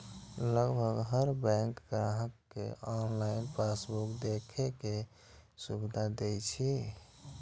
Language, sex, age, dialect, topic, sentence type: Maithili, male, 25-30, Eastern / Thethi, banking, statement